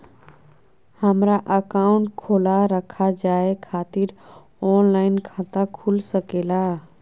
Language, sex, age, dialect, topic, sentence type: Magahi, female, 41-45, Southern, banking, question